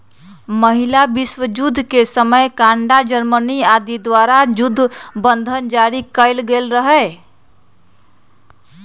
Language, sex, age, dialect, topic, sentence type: Magahi, female, 31-35, Western, banking, statement